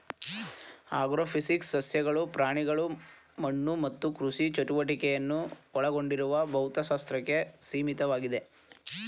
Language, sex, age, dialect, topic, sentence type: Kannada, male, 18-24, Mysore Kannada, agriculture, statement